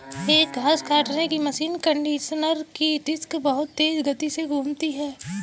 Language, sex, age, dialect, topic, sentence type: Hindi, female, 18-24, Kanauji Braj Bhasha, agriculture, statement